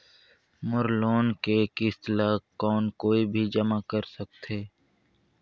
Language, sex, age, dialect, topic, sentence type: Chhattisgarhi, male, 60-100, Northern/Bhandar, banking, question